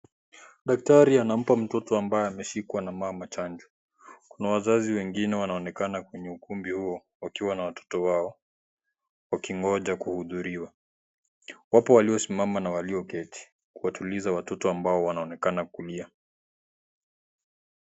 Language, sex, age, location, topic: Swahili, male, 18-24, Kisii, health